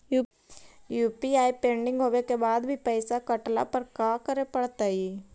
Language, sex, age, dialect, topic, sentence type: Magahi, female, 18-24, Central/Standard, banking, question